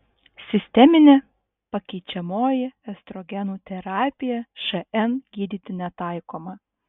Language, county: Lithuanian, Alytus